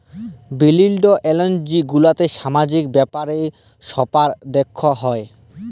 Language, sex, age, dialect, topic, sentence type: Bengali, male, 18-24, Jharkhandi, banking, statement